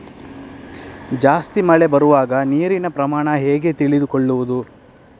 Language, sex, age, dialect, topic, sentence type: Kannada, male, 18-24, Coastal/Dakshin, agriculture, question